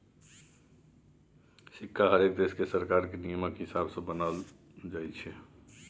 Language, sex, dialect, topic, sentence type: Maithili, male, Bajjika, banking, statement